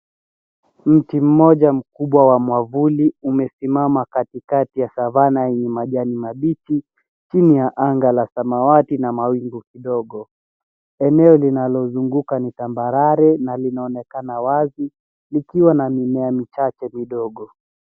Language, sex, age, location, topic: Swahili, female, 36-49, Nairobi, government